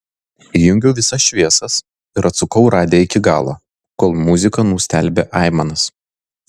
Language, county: Lithuanian, Vilnius